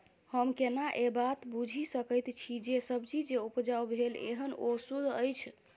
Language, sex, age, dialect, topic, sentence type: Maithili, female, 25-30, Southern/Standard, agriculture, question